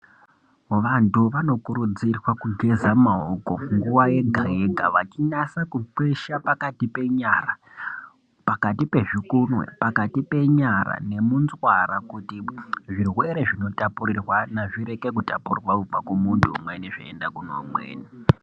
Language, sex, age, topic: Ndau, male, 18-24, health